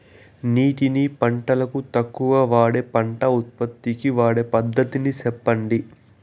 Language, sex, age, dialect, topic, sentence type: Telugu, male, 18-24, Southern, agriculture, question